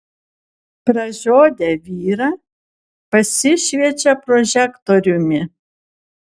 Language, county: Lithuanian, Kaunas